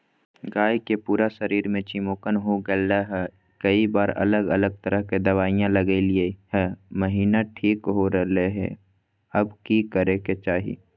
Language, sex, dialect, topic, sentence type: Magahi, male, Southern, agriculture, question